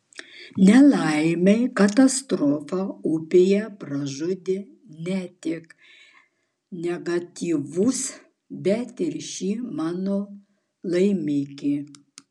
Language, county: Lithuanian, Vilnius